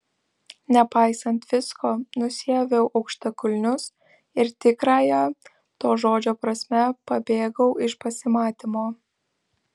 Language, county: Lithuanian, Vilnius